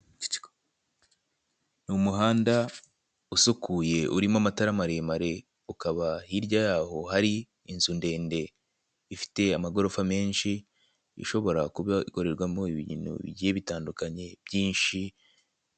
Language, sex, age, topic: Kinyarwanda, male, 18-24, government